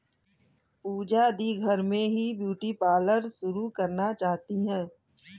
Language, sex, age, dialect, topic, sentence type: Hindi, male, 41-45, Kanauji Braj Bhasha, banking, statement